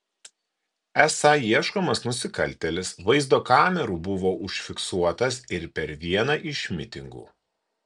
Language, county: Lithuanian, Kaunas